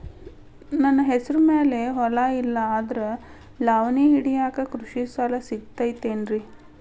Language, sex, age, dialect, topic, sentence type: Kannada, female, 31-35, Dharwad Kannada, banking, question